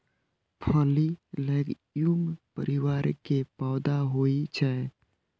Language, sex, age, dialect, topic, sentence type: Maithili, male, 25-30, Eastern / Thethi, agriculture, statement